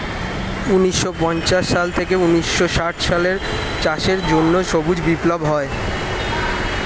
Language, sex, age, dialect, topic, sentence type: Bengali, male, 25-30, Standard Colloquial, agriculture, statement